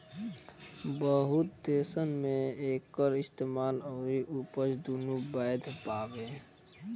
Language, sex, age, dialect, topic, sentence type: Bhojpuri, male, 18-24, Southern / Standard, agriculture, statement